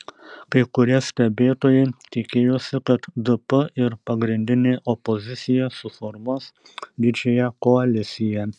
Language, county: Lithuanian, Šiauliai